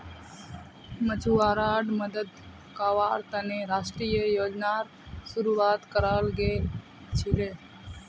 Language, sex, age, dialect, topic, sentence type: Magahi, female, 60-100, Northeastern/Surjapuri, agriculture, statement